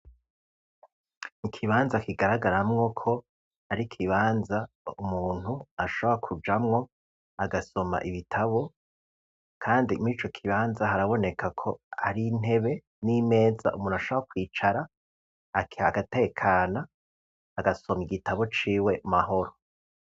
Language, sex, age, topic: Rundi, male, 36-49, education